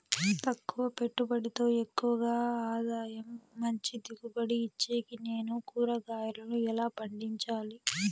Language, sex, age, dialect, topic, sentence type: Telugu, female, 18-24, Southern, agriculture, question